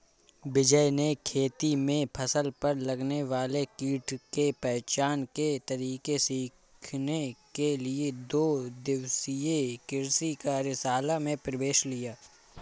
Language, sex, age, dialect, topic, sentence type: Hindi, male, 18-24, Awadhi Bundeli, agriculture, statement